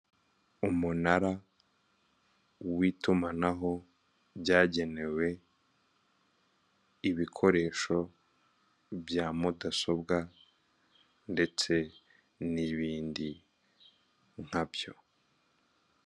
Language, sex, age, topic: Kinyarwanda, male, 25-35, government